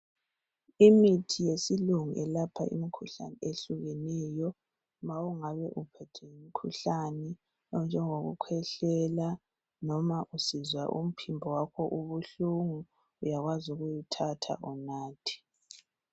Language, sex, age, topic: North Ndebele, female, 25-35, health